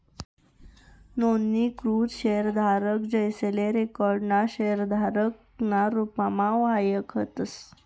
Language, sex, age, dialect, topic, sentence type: Marathi, female, 18-24, Northern Konkan, banking, statement